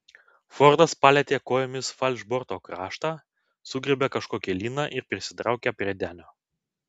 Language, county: Lithuanian, Vilnius